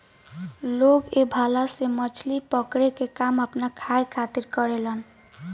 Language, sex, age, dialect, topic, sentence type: Bhojpuri, female, <18, Southern / Standard, agriculture, statement